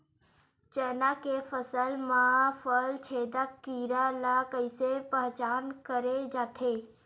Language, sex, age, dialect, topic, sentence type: Chhattisgarhi, female, 18-24, Western/Budati/Khatahi, agriculture, question